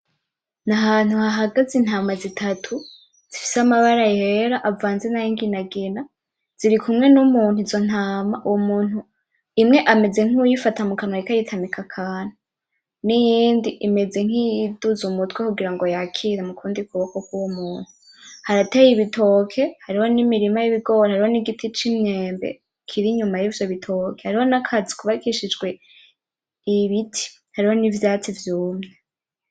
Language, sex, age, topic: Rundi, female, 18-24, agriculture